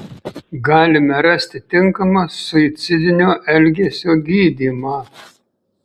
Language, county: Lithuanian, Kaunas